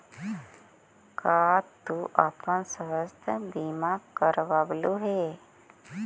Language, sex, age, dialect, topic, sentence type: Magahi, female, 60-100, Central/Standard, agriculture, statement